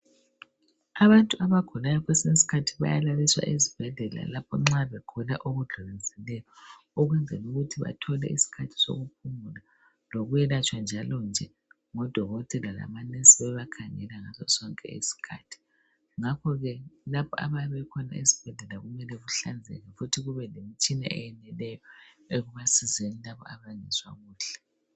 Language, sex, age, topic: North Ndebele, female, 25-35, health